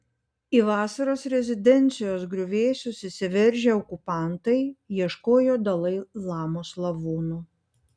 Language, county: Lithuanian, Panevėžys